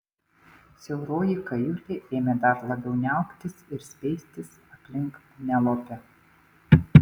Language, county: Lithuanian, Panevėžys